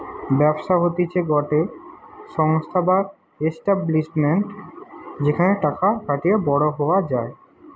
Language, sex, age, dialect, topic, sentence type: Bengali, male, 18-24, Western, banking, statement